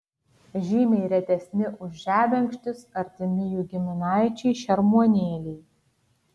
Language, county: Lithuanian, Kaunas